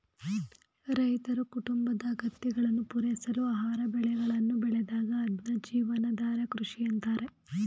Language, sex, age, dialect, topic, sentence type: Kannada, female, 31-35, Mysore Kannada, agriculture, statement